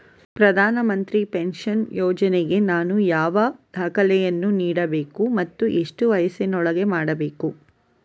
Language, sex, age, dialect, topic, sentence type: Kannada, female, 41-45, Coastal/Dakshin, banking, question